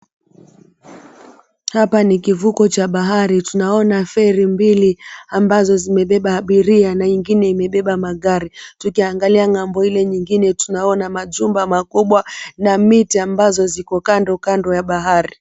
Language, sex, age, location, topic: Swahili, female, 25-35, Mombasa, government